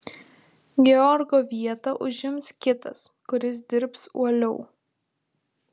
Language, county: Lithuanian, Vilnius